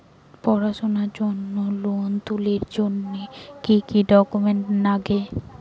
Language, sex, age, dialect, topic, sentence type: Bengali, female, 18-24, Rajbangshi, banking, question